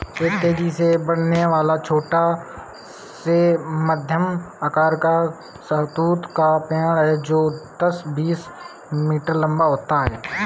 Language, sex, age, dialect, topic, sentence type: Hindi, male, 25-30, Marwari Dhudhari, agriculture, statement